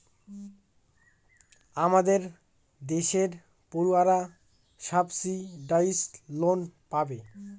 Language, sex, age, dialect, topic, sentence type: Bengali, male, <18, Northern/Varendri, banking, statement